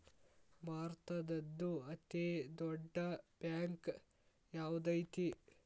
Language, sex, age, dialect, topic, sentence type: Kannada, male, 18-24, Dharwad Kannada, banking, statement